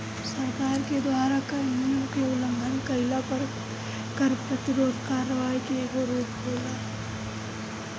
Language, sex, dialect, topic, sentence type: Bhojpuri, female, Southern / Standard, banking, statement